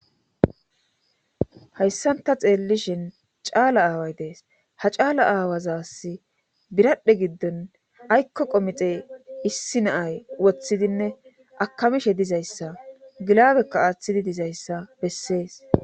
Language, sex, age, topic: Gamo, female, 25-35, government